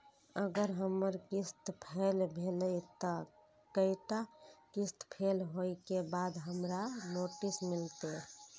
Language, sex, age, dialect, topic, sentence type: Maithili, female, 18-24, Eastern / Thethi, banking, question